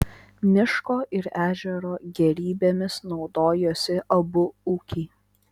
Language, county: Lithuanian, Vilnius